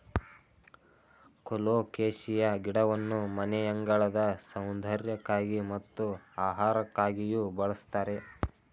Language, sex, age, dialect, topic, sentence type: Kannada, male, 18-24, Mysore Kannada, agriculture, statement